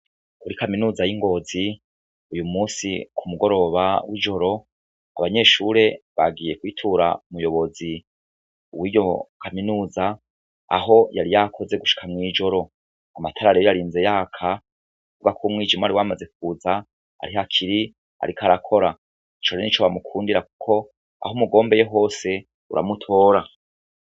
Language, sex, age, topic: Rundi, male, 36-49, education